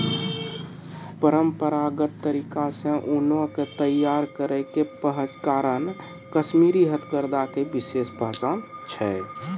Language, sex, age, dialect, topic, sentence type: Maithili, male, 46-50, Angika, agriculture, statement